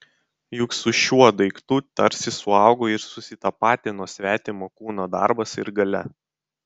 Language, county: Lithuanian, Vilnius